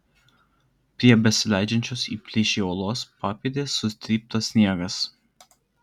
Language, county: Lithuanian, Klaipėda